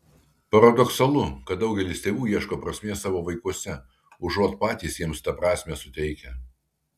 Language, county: Lithuanian, Kaunas